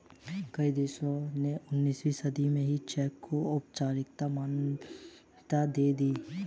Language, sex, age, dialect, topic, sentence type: Hindi, male, 18-24, Hindustani Malvi Khadi Boli, banking, statement